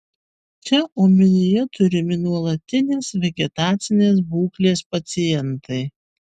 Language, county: Lithuanian, Vilnius